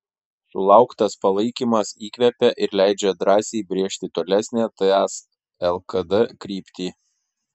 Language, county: Lithuanian, Šiauliai